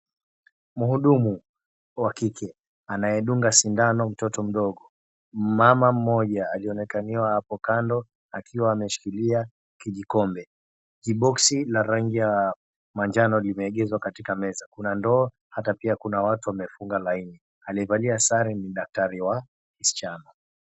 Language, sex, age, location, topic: Swahili, male, 25-35, Mombasa, health